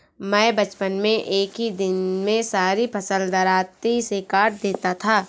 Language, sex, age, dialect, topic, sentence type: Hindi, female, 18-24, Awadhi Bundeli, agriculture, statement